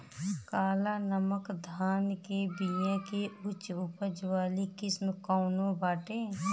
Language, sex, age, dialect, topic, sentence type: Bhojpuri, female, 31-35, Western, agriculture, question